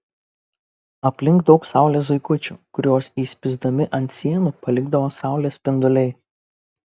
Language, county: Lithuanian, Kaunas